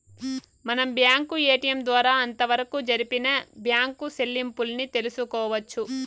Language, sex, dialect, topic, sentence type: Telugu, female, Southern, banking, statement